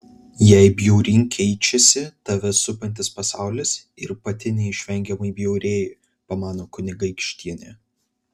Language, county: Lithuanian, Vilnius